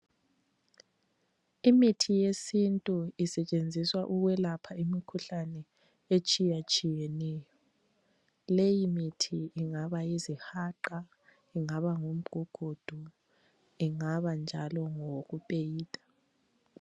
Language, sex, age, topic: North Ndebele, female, 25-35, health